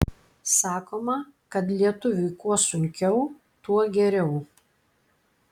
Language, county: Lithuanian, Klaipėda